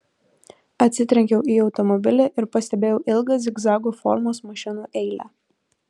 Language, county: Lithuanian, Kaunas